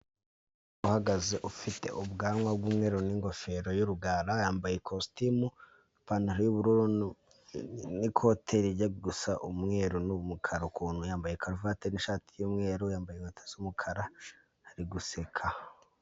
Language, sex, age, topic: Kinyarwanda, male, 18-24, finance